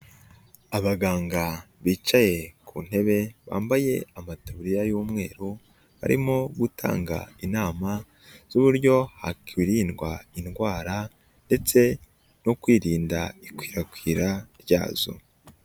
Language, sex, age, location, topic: Kinyarwanda, male, 18-24, Nyagatare, health